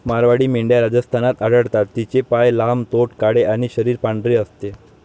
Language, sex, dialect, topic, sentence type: Marathi, male, Varhadi, agriculture, statement